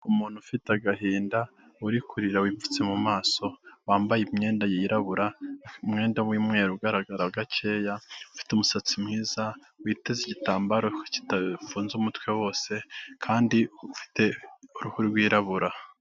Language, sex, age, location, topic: Kinyarwanda, male, 25-35, Kigali, health